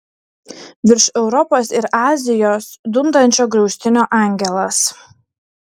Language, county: Lithuanian, Šiauliai